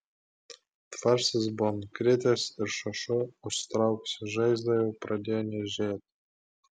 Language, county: Lithuanian, Klaipėda